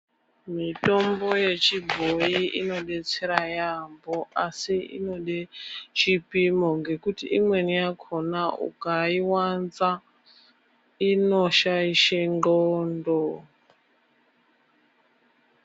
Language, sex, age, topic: Ndau, female, 25-35, health